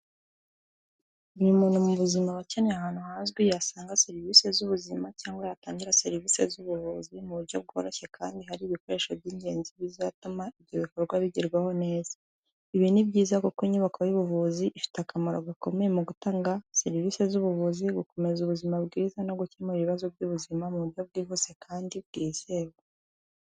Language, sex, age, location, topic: Kinyarwanda, female, 18-24, Kigali, health